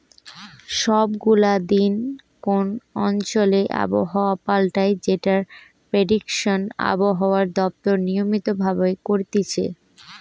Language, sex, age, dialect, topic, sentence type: Bengali, female, 18-24, Western, agriculture, statement